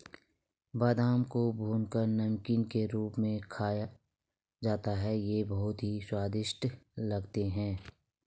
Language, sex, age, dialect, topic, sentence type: Hindi, female, 36-40, Garhwali, agriculture, statement